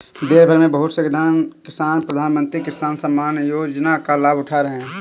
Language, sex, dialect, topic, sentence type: Hindi, male, Kanauji Braj Bhasha, agriculture, statement